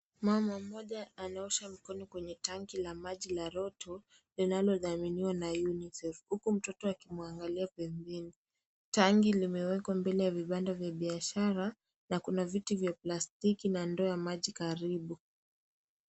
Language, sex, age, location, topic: Swahili, female, 25-35, Kisii, health